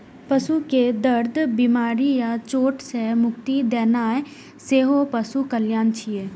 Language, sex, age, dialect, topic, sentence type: Maithili, female, 25-30, Eastern / Thethi, agriculture, statement